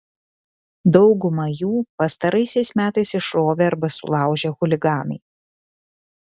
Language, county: Lithuanian, Kaunas